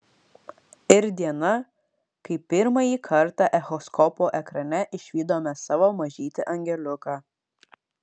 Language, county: Lithuanian, Vilnius